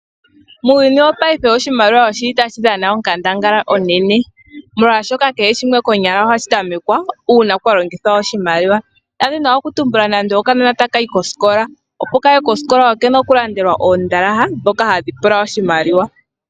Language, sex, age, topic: Oshiwambo, female, 18-24, finance